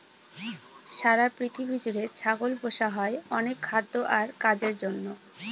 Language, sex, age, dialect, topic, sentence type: Bengali, female, 18-24, Northern/Varendri, agriculture, statement